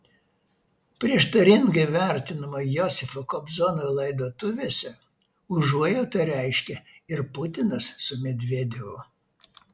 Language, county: Lithuanian, Vilnius